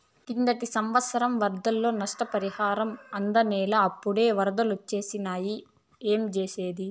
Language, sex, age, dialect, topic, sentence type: Telugu, female, 18-24, Southern, banking, statement